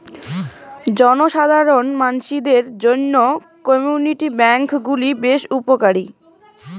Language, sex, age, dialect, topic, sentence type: Bengali, female, 18-24, Rajbangshi, banking, statement